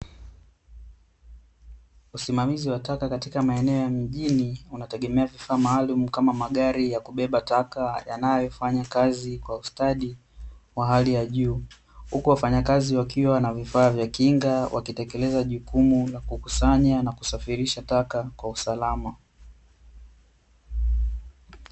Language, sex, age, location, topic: Swahili, male, 18-24, Dar es Salaam, government